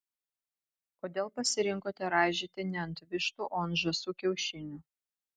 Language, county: Lithuanian, Vilnius